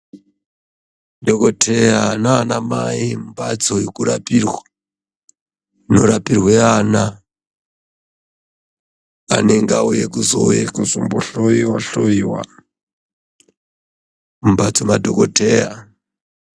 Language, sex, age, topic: Ndau, male, 36-49, health